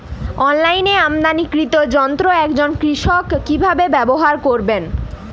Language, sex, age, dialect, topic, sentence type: Bengali, female, 18-24, Jharkhandi, agriculture, question